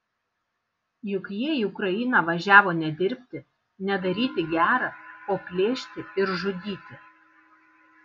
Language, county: Lithuanian, Kaunas